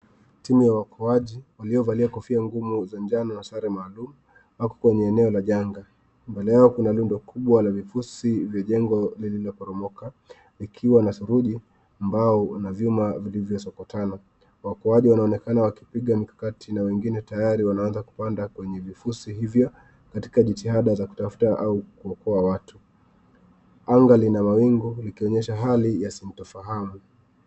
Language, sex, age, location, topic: Swahili, male, 25-35, Nakuru, health